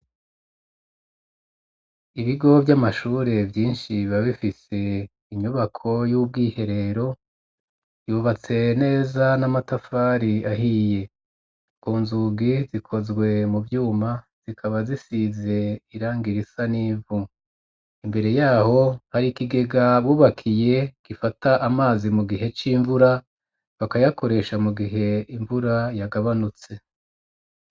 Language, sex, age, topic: Rundi, female, 25-35, education